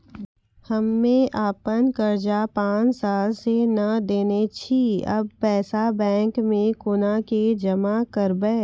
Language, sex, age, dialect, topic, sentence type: Maithili, female, 41-45, Angika, banking, question